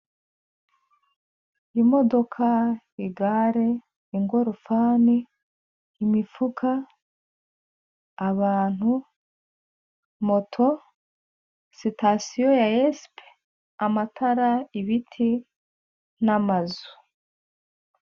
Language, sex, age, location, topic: Kinyarwanda, female, 25-35, Kigali, government